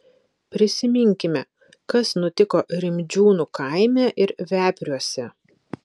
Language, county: Lithuanian, Vilnius